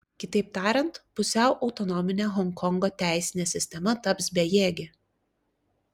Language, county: Lithuanian, Klaipėda